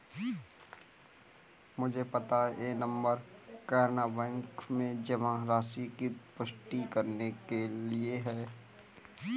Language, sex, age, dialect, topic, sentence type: Hindi, male, 18-24, Kanauji Braj Bhasha, banking, statement